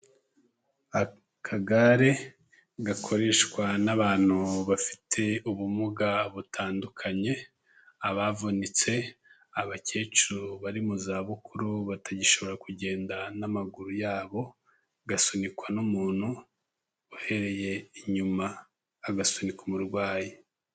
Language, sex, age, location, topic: Kinyarwanda, male, 25-35, Kigali, health